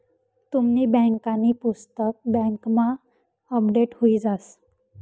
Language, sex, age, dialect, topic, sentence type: Marathi, female, 18-24, Northern Konkan, banking, statement